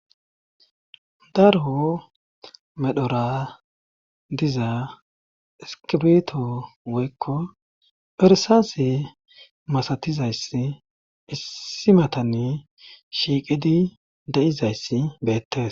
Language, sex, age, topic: Gamo, male, 25-35, government